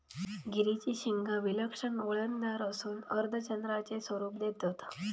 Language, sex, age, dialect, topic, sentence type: Marathi, female, 31-35, Southern Konkan, agriculture, statement